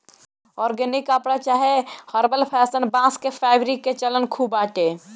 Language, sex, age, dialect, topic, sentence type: Bhojpuri, male, 18-24, Northern, agriculture, statement